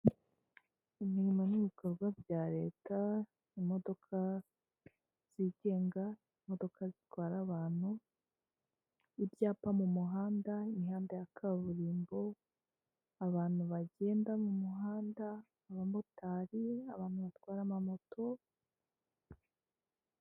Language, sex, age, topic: Kinyarwanda, female, 25-35, government